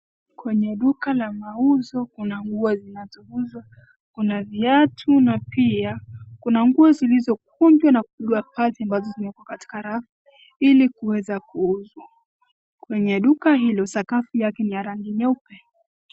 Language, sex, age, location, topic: Swahili, female, 18-24, Nairobi, finance